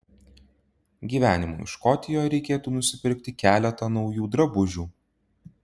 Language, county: Lithuanian, Utena